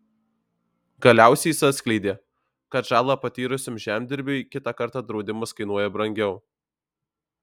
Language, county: Lithuanian, Alytus